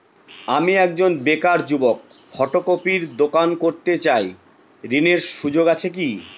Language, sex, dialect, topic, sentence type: Bengali, male, Northern/Varendri, banking, question